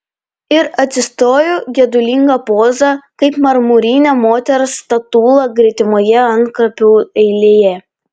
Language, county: Lithuanian, Panevėžys